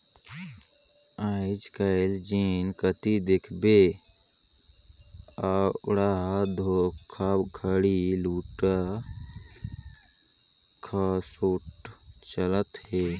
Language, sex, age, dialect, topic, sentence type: Chhattisgarhi, male, 18-24, Northern/Bhandar, banking, statement